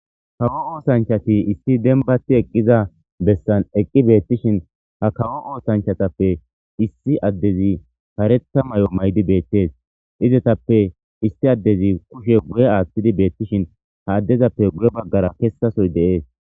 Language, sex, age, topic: Gamo, male, 25-35, government